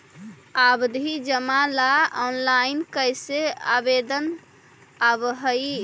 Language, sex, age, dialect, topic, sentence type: Magahi, female, 18-24, Central/Standard, agriculture, statement